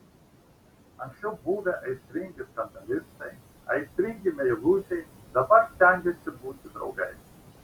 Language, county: Lithuanian, Šiauliai